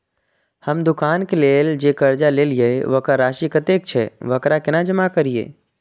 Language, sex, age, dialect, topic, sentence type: Maithili, male, 25-30, Eastern / Thethi, banking, question